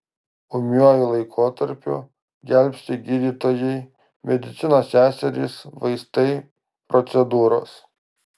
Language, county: Lithuanian, Marijampolė